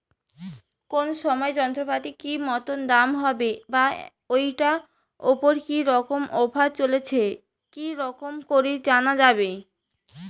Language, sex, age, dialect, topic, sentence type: Bengali, female, 25-30, Rajbangshi, agriculture, question